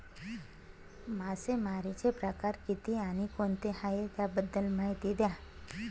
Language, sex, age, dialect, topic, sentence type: Marathi, female, 25-30, Northern Konkan, agriculture, statement